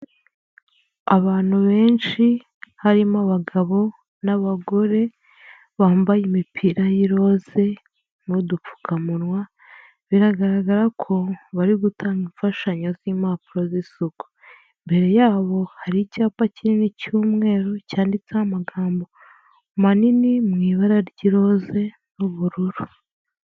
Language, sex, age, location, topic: Kinyarwanda, female, 25-35, Huye, health